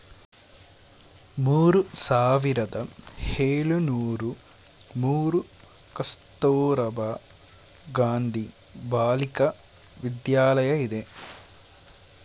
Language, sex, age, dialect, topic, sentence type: Kannada, male, 18-24, Mysore Kannada, banking, statement